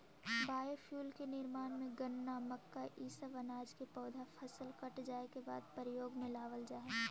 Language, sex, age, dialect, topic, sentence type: Magahi, female, 18-24, Central/Standard, banking, statement